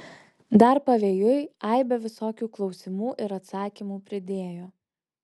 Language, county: Lithuanian, Alytus